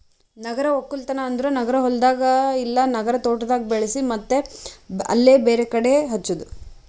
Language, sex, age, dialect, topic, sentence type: Kannada, female, 25-30, Northeastern, agriculture, statement